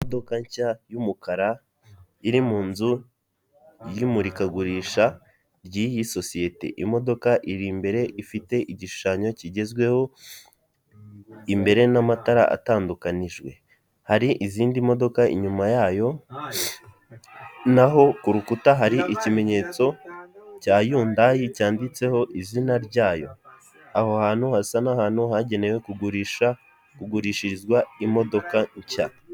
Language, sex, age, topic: Kinyarwanda, male, 18-24, finance